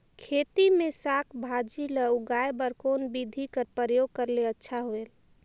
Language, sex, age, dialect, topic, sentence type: Chhattisgarhi, female, 18-24, Northern/Bhandar, agriculture, question